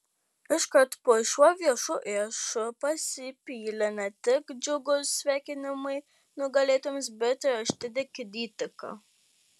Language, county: Lithuanian, Panevėžys